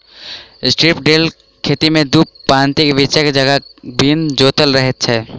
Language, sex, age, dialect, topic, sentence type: Maithili, male, 18-24, Southern/Standard, agriculture, statement